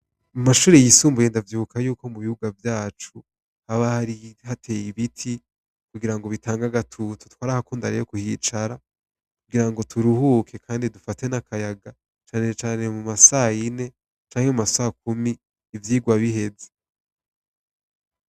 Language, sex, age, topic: Rundi, male, 18-24, education